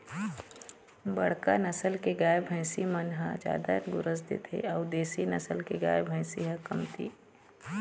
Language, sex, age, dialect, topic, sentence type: Chhattisgarhi, female, 25-30, Eastern, agriculture, statement